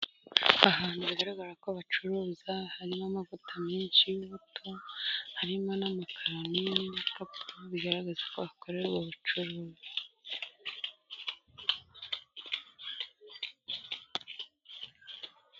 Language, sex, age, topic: Kinyarwanda, female, 25-35, finance